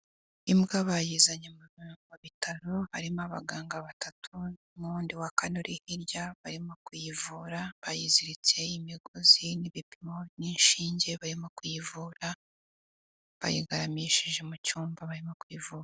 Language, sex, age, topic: Kinyarwanda, female, 18-24, agriculture